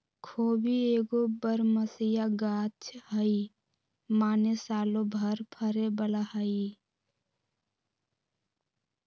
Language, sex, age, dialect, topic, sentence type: Magahi, female, 18-24, Western, agriculture, statement